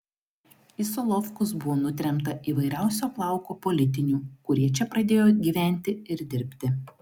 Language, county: Lithuanian, Klaipėda